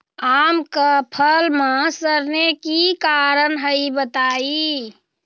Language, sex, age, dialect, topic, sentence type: Magahi, female, 36-40, Western, agriculture, question